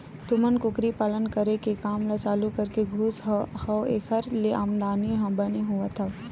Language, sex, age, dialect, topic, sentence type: Chhattisgarhi, female, 18-24, Western/Budati/Khatahi, agriculture, statement